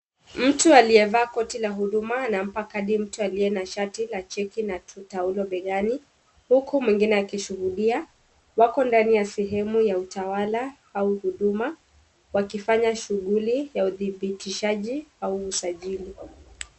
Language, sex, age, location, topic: Swahili, female, 25-35, Kisumu, government